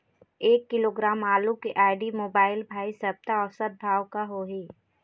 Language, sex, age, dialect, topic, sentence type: Chhattisgarhi, female, 18-24, Eastern, agriculture, question